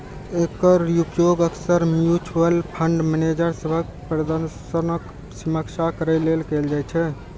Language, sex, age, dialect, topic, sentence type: Maithili, male, 18-24, Eastern / Thethi, banking, statement